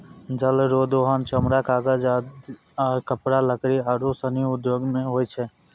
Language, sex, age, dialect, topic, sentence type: Maithili, male, 18-24, Angika, agriculture, statement